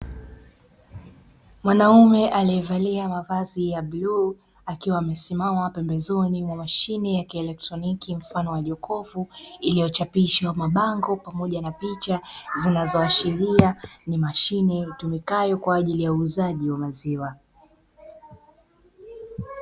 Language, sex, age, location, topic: Swahili, female, 25-35, Dar es Salaam, finance